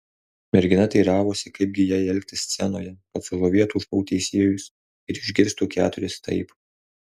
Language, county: Lithuanian, Alytus